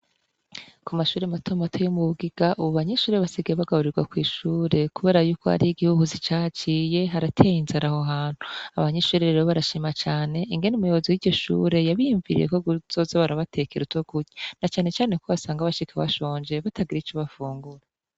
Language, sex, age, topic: Rundi, female, 25-35, education